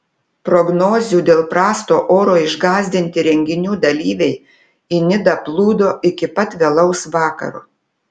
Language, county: Lithuanian, Telšiai